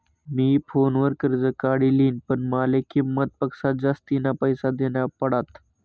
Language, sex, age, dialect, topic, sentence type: Marathi, male, 18-24, Northern Konkan, banking, statement